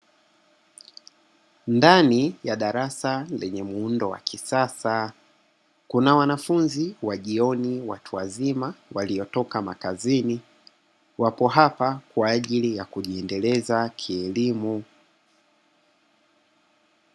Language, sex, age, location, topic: Swahili, male, 36-49, Dar es Salaam, education